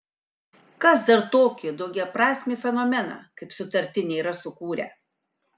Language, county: Lithuanian, Kaunas